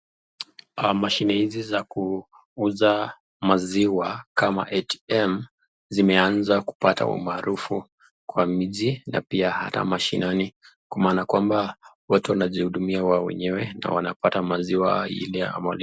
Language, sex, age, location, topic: Swahili, male, 25-35, Nakuru, finance